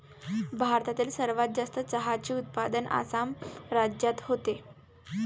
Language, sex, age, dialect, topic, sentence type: Marathi, female, 18-24, Varhadi, agriculture, statement